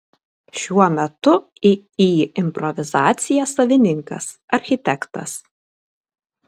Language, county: Lithuanian, Kaunas